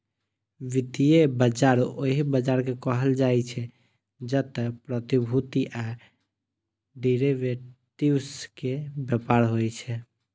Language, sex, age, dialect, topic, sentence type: Maithili, female, 18-24, Eastern / Thethi, banking, statement